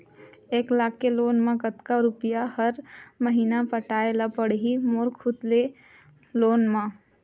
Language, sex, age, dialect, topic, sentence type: Chhattisgarhi, female, 31-35, Western/Budati/Khatahi, banking, question